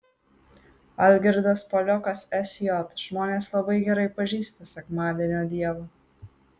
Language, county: Lithuanian, Marijampolė